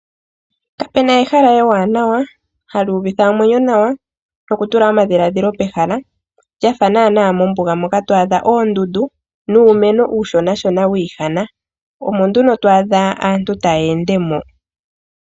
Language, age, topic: Oshiwambo, 25-35, agriculture